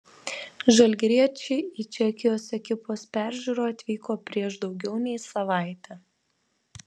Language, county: Lithuanian, Vilnius